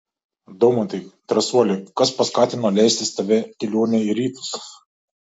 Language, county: Lithuanian, Šiauliai